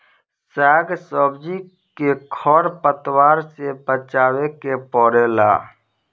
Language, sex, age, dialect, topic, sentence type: Bhojpuri, male, 25-30, Southern / Standard, agriculture, statement